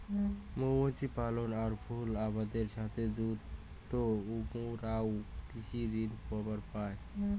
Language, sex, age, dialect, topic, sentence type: Bengali, male, 18-24, Rajbangshi, agriculture, statement